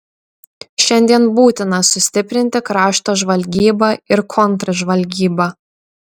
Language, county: Lithuanian, Šiauliai